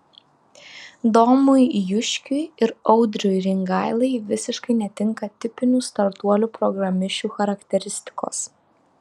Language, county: Lithuanian, Vilnius